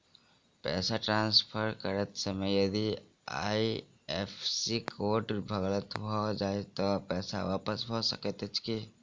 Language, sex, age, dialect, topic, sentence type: Maithili, male, 18-24, Southern/Standard, banking, question